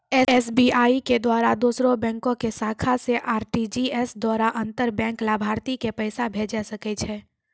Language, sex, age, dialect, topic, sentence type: Maithili, female, 46-50, Angika, banking, statement